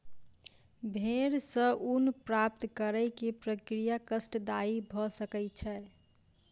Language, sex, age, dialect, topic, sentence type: Maithili, female, 25-30, Southern/Standard, agriculture, statement